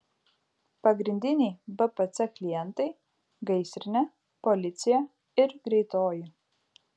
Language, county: Lithuanian, Vilnius